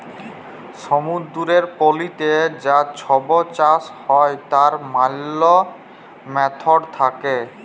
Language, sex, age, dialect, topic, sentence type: Bengali, male, 18-24, Jharkhandi, agriculture, statement